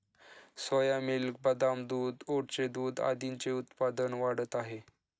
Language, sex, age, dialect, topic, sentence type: Marathi, male, 25-30, Standard Marathi, agriculture, statement